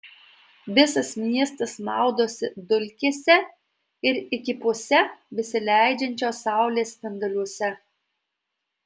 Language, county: Lithuanian, Alytus